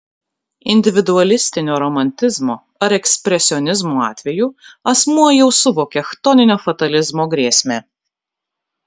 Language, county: Lithuanian, Kaunas